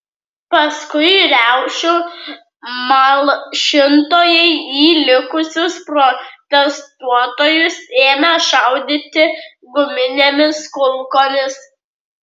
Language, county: Lithuanian, Klaipėda